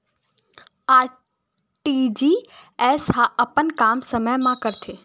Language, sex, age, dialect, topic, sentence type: Chhattisgarhi, female, 18-24, Western/Budati/Khatahi, banking, question